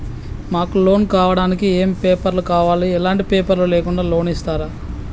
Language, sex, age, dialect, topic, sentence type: Telugu, female, 31-35, Telangana, banking, question